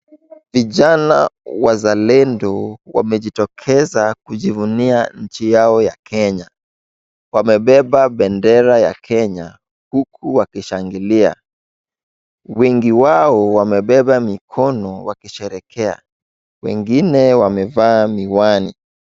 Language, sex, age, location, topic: Swahili, male, 18-24, Wajir, government